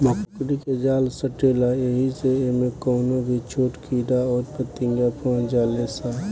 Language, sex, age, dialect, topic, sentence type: Bhojpuri, male, 18-24, Southern / Standard, agriculture, statement